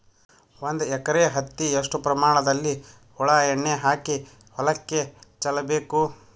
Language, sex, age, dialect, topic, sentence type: Kannada, male, 31-35, Northeastern, agriculture, question